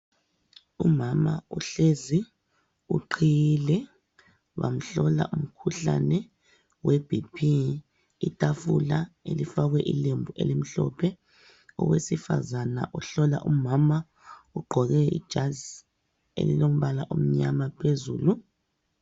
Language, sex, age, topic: North Ndebele, female, 25-35, health